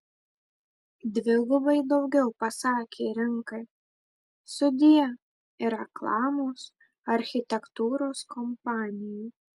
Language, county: Lithuanian, Marijampolė